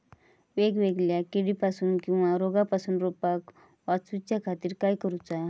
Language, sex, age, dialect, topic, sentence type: Marathi, female, 31-35, Southern Konkan, agriculture, question